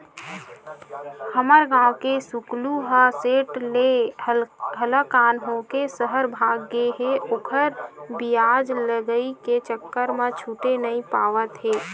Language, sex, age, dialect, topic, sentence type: Chhattisgarhi, female, 18-24, Western/Budati/Khatahi, banking, statement